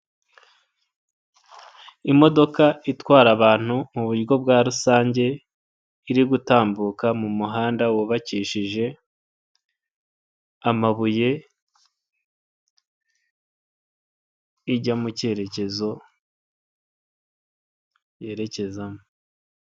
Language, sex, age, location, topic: Kinyarwanda, male, 25-35, Nyagatare, government